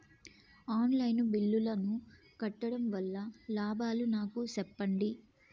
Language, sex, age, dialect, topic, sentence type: Telugu, female, 25-30, Southern, banking, question